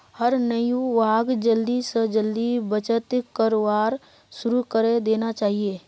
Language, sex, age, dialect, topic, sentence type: Magahi, female, 31-35, Northeastern/Surjapuri, banking, statement